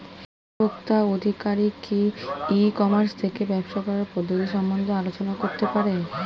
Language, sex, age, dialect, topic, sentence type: Bengali, female, 36-40, Standard Colloquial, agriculture, question